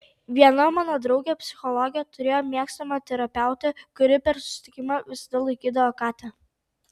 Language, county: Lithuanian, Tauragė